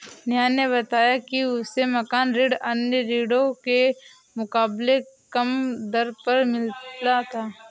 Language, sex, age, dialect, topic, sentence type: Hindi, female, 56-60, Awadhi Bundeli, banking, statement